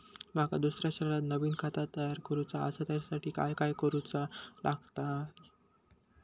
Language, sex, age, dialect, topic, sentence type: Marathi, male, 60-100, Southern Konkan, banking, question